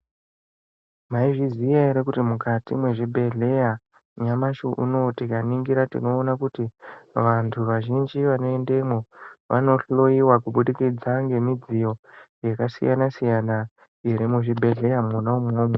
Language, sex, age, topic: Ndau, male, 18-24, health